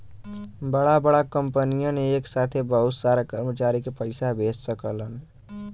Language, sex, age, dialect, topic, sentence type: Bhojpuri, male, 18-24, Western, banking, statement